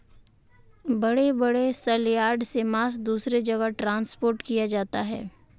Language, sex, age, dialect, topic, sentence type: Hindi, female, 18-24, Marwari Dhudhari, agriculture, statement